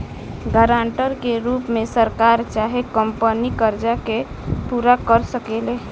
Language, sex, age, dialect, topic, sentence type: Bhojpuri, female, 18-24, Southern / Standard, banking, statement